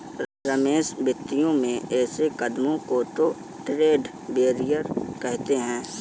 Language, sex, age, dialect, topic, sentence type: Hindi, male, 18-24, Kanauji Braj Bhasha, banking, statement